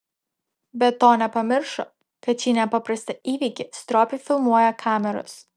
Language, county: Lithuanian, Vilnius